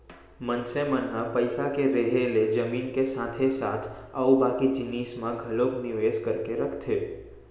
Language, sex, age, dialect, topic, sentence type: Chhattisgarhi, male, 18-24, Central, banking, statement